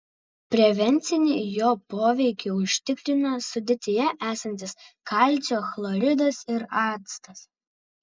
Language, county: Lithuanian, Vilnius